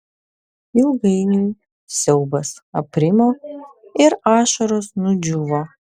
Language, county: Lithuanian, Vilnius